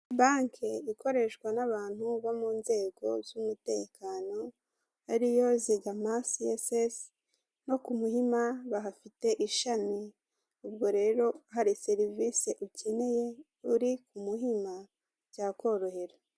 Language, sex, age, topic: Kinyarwanda, female, 18-24, government